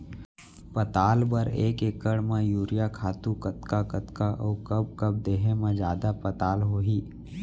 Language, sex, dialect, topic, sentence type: Chhattisgarhi, male, Central, agriculture, question